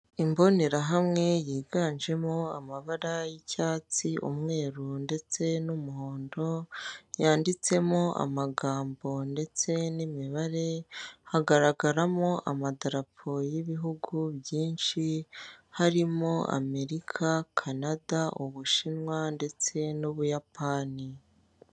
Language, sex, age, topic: Kinyarwanda, male, 25-35, finance